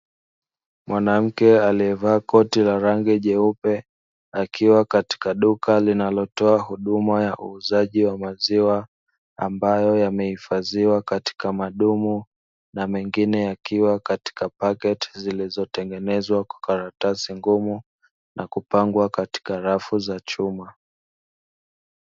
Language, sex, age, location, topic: Swahili, male, 25-35, Dar es Salaam, finance